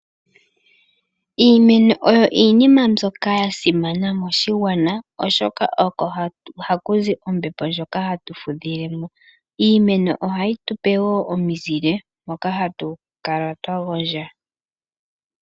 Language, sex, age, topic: Oshiwambo, female, 25-35, agriculture